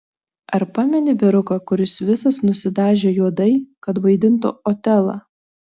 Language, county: Lithuanian, Telšiai